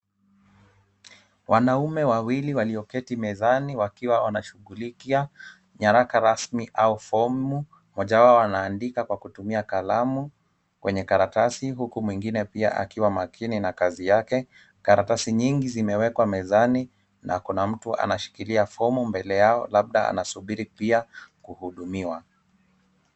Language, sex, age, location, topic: Swahili, male, 25-35, Kisumu, government